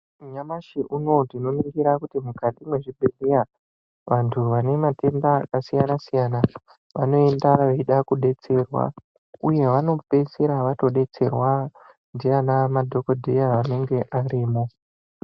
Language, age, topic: Ndau, 18-24, health